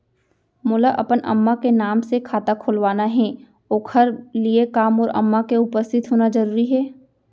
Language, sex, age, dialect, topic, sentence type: Chhattisgarhi, female, 25-30, Central, banking, question